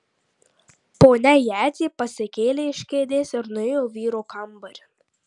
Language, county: Lithuanian, Marijampolė